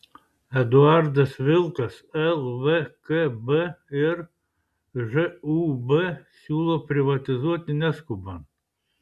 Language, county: Lithuanian, Klaipėda